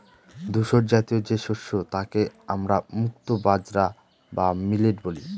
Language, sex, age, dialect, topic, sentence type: Bengali, male, 18-24, Northern/Varendri, agriculture, statement